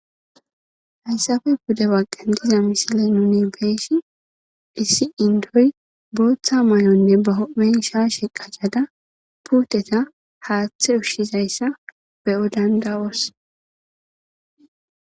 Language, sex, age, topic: Gamo, female, 18-24, agriculture